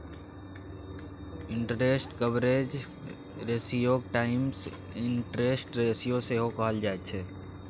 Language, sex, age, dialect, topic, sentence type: Maithili, male, 25-30, Bajjika, banking, statement